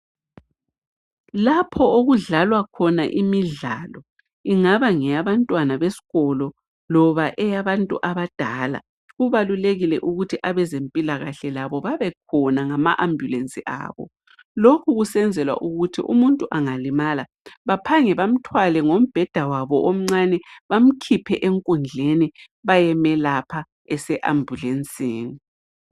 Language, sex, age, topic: North Ndebele, female, 36-49, health